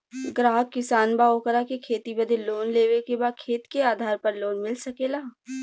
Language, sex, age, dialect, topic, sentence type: Bhojpuri, female, 41-45, Western, banking, question